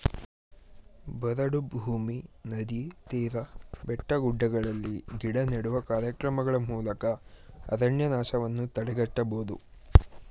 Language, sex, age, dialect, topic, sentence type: Kannada, male, 18-24, Mysore Kannada, agriculture, statement